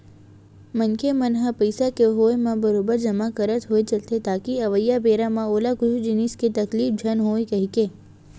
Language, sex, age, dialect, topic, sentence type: Chhattisgarhi, female, 18-24, Western/Budati/Khatahi, banking, statement